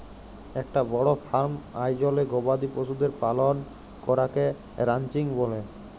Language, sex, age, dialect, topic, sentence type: Bengali, male, 25-30, Jharkhandi, agriculture, statement